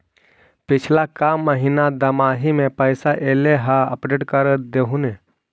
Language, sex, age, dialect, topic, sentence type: Magahi, male, 56-60, Central/Standard, banking, question